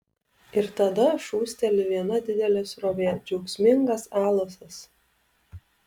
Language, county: Lithuanian, Alytus